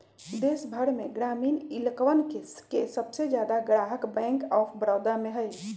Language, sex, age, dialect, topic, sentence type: Magahi, female, 41-45, Western, banking, statement